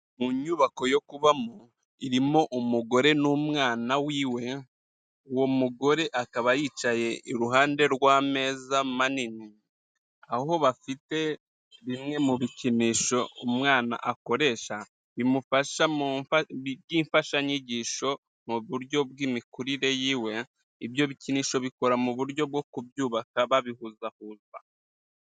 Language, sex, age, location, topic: Kinyarwanda, male, 36-49, Kigali, health